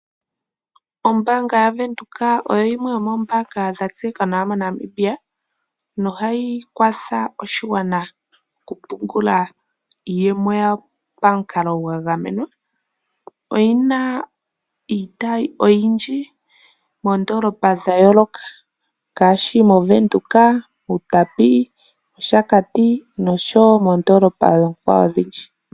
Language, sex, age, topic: Oshiwambo, female, 18-24, finance